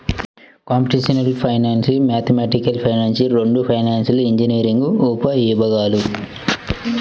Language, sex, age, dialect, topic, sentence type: Telugu, male, 25-30, Central/Coastal, banking, statement